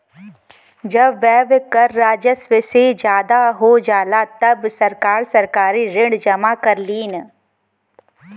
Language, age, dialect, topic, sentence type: Bhojpuri, 25-30, Western, banking, statement